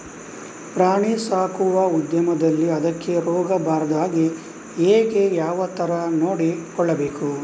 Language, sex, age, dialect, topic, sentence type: Kannada, male, 31-35, Coastal/Dakshin, agriculture, question